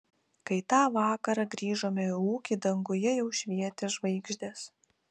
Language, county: Lithuanian, Kaunas